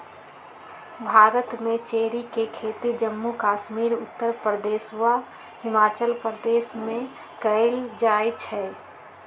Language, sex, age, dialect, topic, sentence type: Magahi, female, 36-40, Western, agriculture, statement